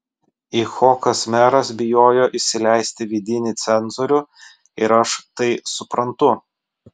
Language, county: Lithuanian, Vilnius